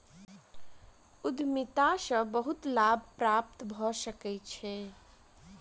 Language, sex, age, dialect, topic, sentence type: Maithili, female, 18-24, Southern/Standard, banking, statement